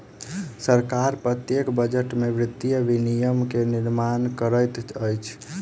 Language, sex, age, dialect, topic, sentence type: Maithili, male, 25-30, Southern/Standard, banking, statement